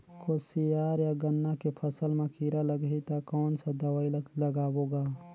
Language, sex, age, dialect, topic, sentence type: Chhattisgarhi, male, 36-40, Northern/Bhandar, agriculture, question